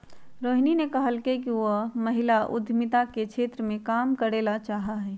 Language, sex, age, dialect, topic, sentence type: Magahi, female, 31-35, Western, banking, statement